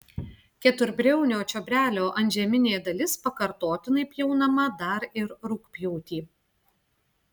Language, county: Lithuanian, Klaipėda